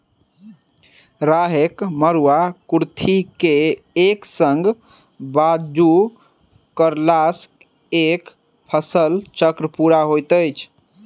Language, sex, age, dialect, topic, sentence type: Maithili, male, 18-24, Southern/Standard, agriculture, statement